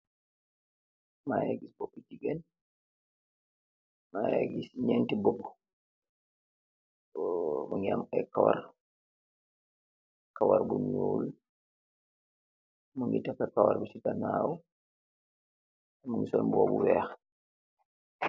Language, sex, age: Wolof, male, 36-49